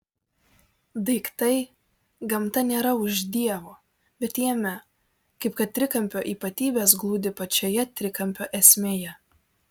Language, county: Lithuanian, Vilnius